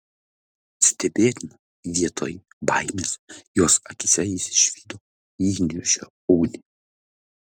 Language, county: Lithuanian, Vilnius